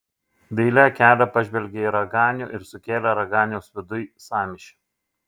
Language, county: Lithuanian, Šiauliai